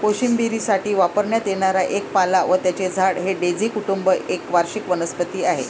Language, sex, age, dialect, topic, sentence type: Marathi, female, 56-60, Varhadi, agriculture, statement